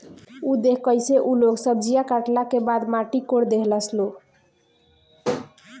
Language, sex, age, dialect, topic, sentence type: Bhojpuri, female, 18-24, Southern / Standard, agriculture, statement